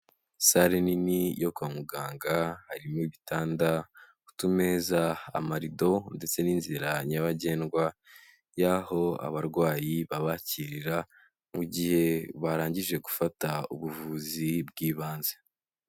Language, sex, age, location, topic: Kinyarwanda, male, 18-24, Kigali, health